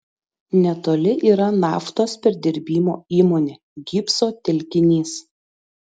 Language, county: Lithuanian, Panevėžys